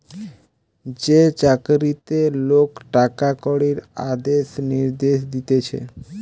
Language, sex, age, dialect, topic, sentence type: Bengali, male, 18-24, Western, banking, statement